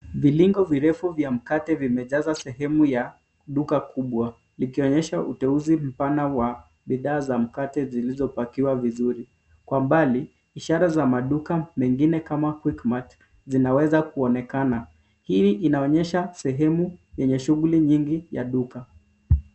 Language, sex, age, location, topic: Swahili, male, 25-35, Nairobi, finance